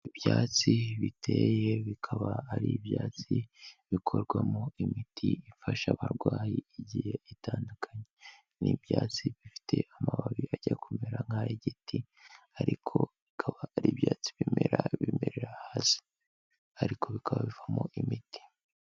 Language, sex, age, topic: Kinyarwanda, male, 18-24, health